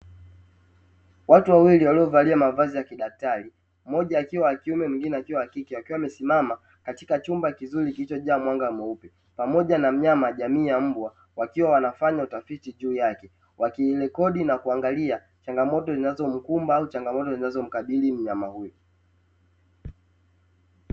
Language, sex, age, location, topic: Swahili, male, 18-24, Dar es Salaam, agriculture